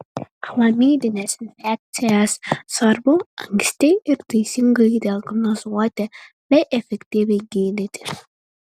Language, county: Lithuanian, Vilnius